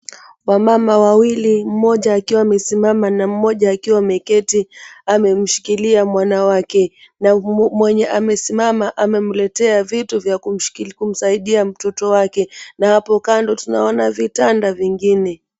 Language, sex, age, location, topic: Swahili, female, 25-35, Mombasa, health